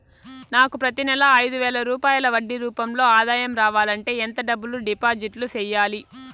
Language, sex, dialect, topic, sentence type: Telugu, female, Southern, banking, question